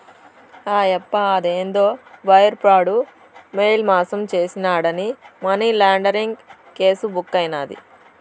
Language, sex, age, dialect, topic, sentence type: Telugu, female, 60-100, Southern, banking, statement